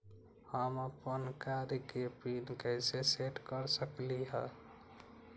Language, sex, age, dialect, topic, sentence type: Magahi, male, 18-24, Western, banking, question